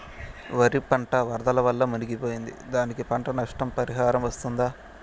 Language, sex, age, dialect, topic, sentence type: Telugu, male, 18-24, Southern, agriculture, question